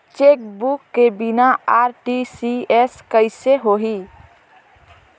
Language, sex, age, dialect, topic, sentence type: Chhattisgarhi, female, 18-24, Northern/Bhandar, banking, question